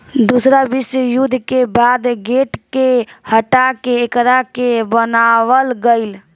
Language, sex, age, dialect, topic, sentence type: Bhojpuri, female, 18-24, Southern / Standard, banking, statement